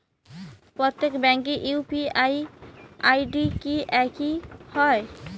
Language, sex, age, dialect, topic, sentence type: Bengali, female, 25-30, Rajbangshi, banking, question